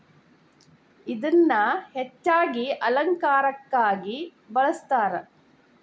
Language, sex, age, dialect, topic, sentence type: Kannada, female, 18-24, Dharwad Kannada, agriculture, statement